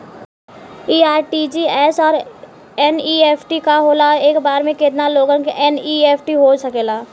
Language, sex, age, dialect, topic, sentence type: Bhojpuri, female, 18-24, Southern / Standard, banking, question